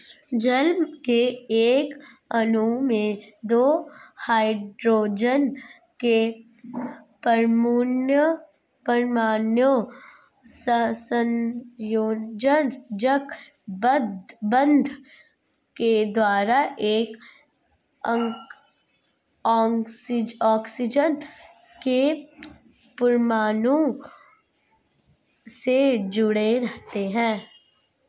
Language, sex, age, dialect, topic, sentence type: Hindi, female, 51-55, Marwari Dhudhari, agriculture, statement